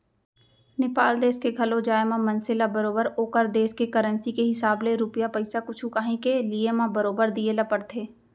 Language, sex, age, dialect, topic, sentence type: Chhattisgarhi, female, 25-30, Central, banking, statement